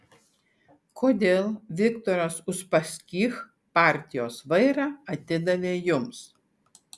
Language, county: Lithuanian, Šiauliai